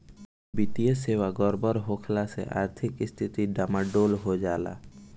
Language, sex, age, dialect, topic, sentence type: Bhojpuri, male, <18, Northern, banking, statement